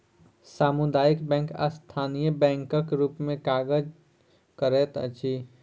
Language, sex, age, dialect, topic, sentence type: Maithili, female, 60-100, Southern/Standard, banking, statement